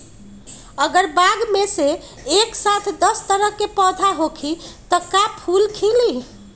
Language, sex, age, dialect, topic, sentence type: Magahi, female, 31-35, Western, agriculture, question